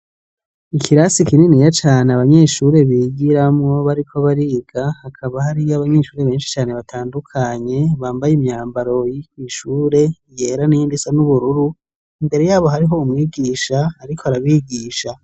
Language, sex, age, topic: Rundi, male, 18-24, education